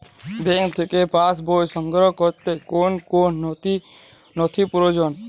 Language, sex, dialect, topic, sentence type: Bengali, male, Jharkhandi, banking, question